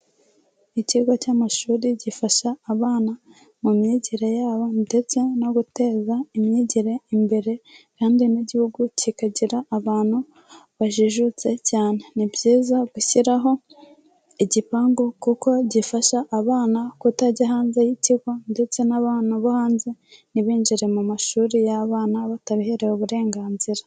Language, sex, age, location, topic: Kinyarwanda, female, 18-24, Kigali, education